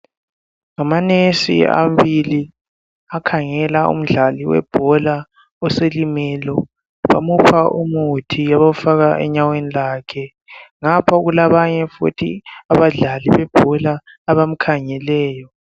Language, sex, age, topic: North Ndebele, male, 18-24, health